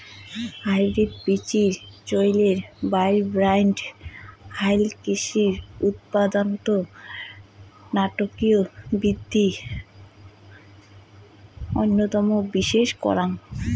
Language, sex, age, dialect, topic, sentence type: Bengali, female, 18-24, Rajbangshi, agriculture, statement